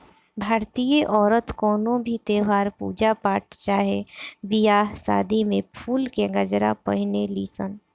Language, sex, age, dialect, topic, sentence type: Bhojpuri, female, 25-30, Southern / Standard, agriculture, statement